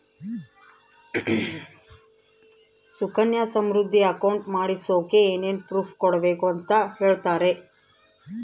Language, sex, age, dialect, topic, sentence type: Kannada, female, 41-45, Central, banking, question